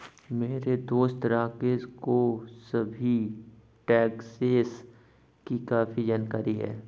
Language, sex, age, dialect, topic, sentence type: Hindi, male, 25-30, Hindustani Malvi Khadi Boli, banking, statement